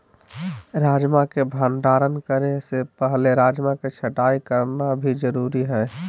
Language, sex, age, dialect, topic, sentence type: Magahi, male, 18-24, Southern, agriculture, statement